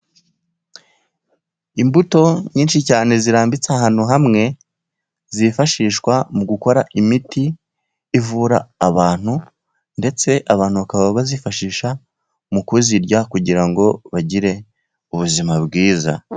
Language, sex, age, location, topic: Kinyarwanda, male, 36-49, Musanze, agriculture